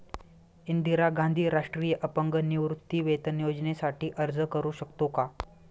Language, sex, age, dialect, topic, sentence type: Marathi, male, 18-24, Standard Marathi, banking, question